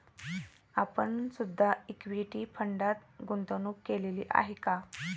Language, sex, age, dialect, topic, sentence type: Marathi, male, 36-40, Standard Marathi, banking, statement